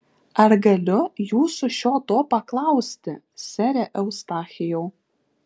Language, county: Lithuanian, Šiauliai